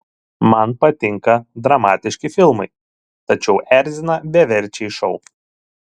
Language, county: Lithuanian, Šiauliai